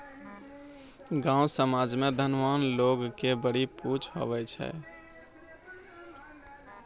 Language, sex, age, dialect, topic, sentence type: Maithili, male, 25-30, Angika, banking, statement